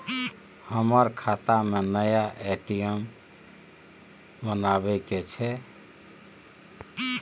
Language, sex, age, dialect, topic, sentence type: Maithili, male, 46-50, Bajjika, banking, question